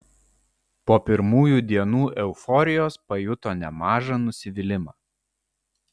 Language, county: Lithuanian, Vilnius